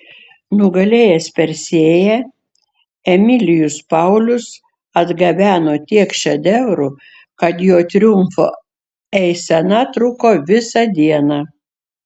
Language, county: Lithuanian, Šiauliai